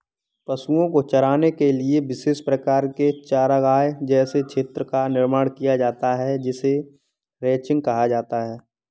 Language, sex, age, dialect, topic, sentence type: Hindi, male, 18-24, Kanauji Braj Bhasha, agriculture, statement